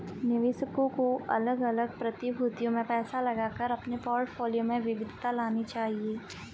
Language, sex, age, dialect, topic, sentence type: Hindi, female, 25-30, Marwari Dhudhari, banking, statement